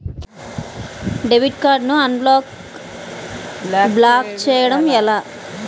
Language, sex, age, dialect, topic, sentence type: Telugu, female, 36-40, Utterandhra, banking, question